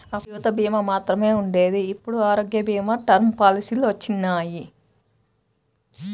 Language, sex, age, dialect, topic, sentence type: Telugu, female, 31-35, Central/Coastal, banking, statement